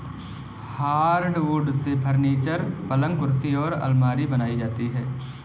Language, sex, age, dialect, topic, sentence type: Hindi, male, 18-24, Kanauji Braj Bhasha, agriculture, statement